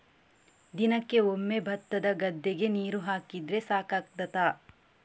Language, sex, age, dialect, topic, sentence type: Kannada, female, 18-24, Coastal/Dakshin, agriculture, question